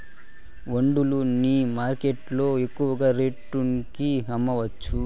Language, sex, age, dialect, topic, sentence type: Telugu, male, 18-24, Southern, agriculture, question